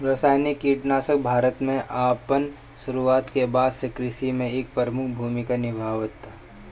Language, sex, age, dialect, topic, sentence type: Bhojpuri, female, 31-35, Northern, agriculture, statement